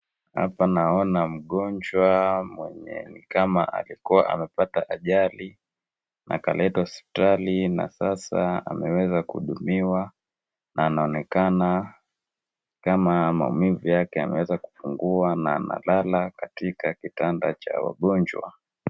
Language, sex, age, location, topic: Swahili, female, 36-49, Wajir, health